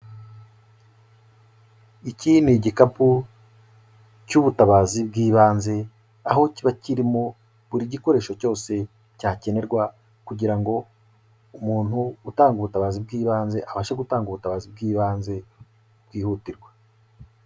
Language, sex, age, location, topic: Kinyarwanda, male, 36-49, Kigali, health